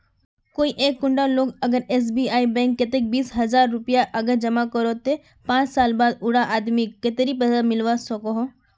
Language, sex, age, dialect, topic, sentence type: Magahi, female, 25-30, Northeastern/Surjapuri, banking, question